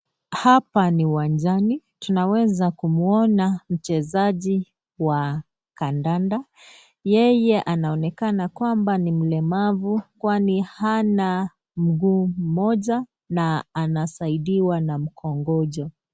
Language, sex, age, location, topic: Swahili, female, 25-35, Nakuru, education